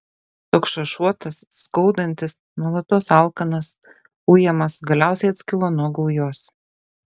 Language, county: Lithuanian, Šiauliai